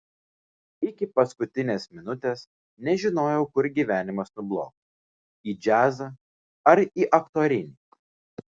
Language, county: Lithuanian, Vilnius